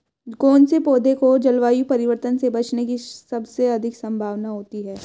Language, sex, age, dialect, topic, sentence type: Hindi, female, 25-30, Hindustani Malvi Khadi Boli, agriculture, question